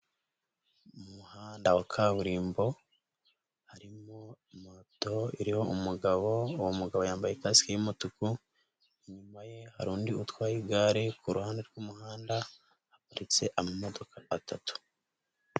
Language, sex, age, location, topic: Kinyarwanda, male, 18-24, Nyagatare, finance